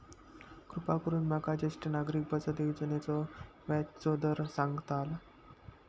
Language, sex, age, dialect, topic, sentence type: Marathi, male, 51-55, Southern Konkan, banking, statement